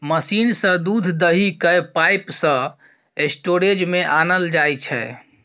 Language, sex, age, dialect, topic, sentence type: Maithili, female, 18-24, Bajjika, agriculture, statement